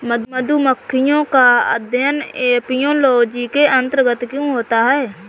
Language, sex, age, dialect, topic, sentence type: Hindi, female, 31-35, Marwari Dhudhari, agriculture, statement